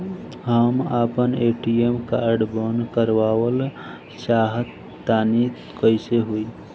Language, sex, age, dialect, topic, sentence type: Bhojpuri, female, 18-24, Southern / Standard, banking, question